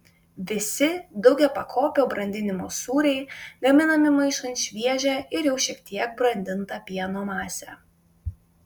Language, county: Lithuanian, Vilnius